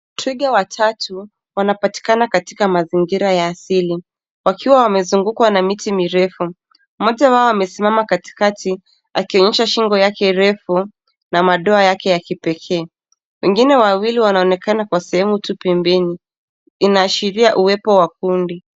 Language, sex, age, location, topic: Swahili, female, 18-24, Nairobi, government